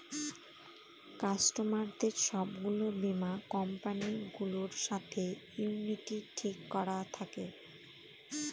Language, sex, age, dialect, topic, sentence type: Bengali, female, 25-30, Northern/Varendri, banking, statement